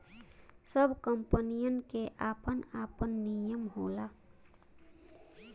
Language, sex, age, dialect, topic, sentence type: Bhojpuri, female, 25-30, Western, banking, statement